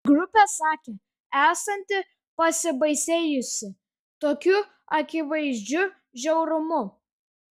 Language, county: Lithuanian, Šiauliai